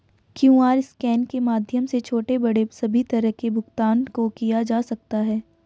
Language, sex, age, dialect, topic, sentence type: Hindi, female, 18-24, Hindustani Malvi Khadi Boli, banking, statement